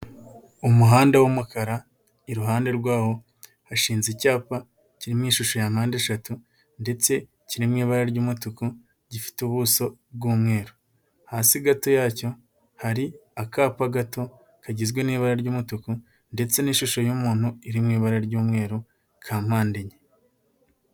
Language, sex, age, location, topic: Kinyarwanda, male, 18-24, Nyagatare, government